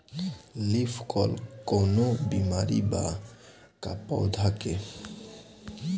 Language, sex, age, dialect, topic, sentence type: Bhojpuri, male, 18-24, Southern / Standard, agriculture, question